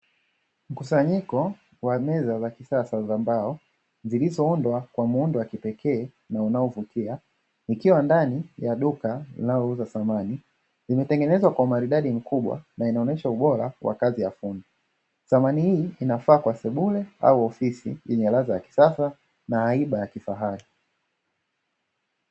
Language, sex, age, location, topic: Swahili, male, 25-35, Dar es Salaam, finance